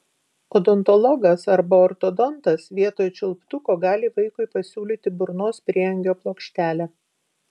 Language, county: Lithuanian, Vilnius